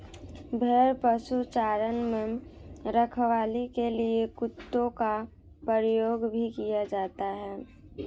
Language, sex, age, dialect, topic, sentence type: Hindi, female, 18-24, Marwari Dhudhari, agriculture, statement